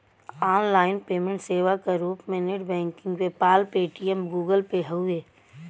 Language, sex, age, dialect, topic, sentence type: Bhojpuri, female, 31-35, Western, banking, statement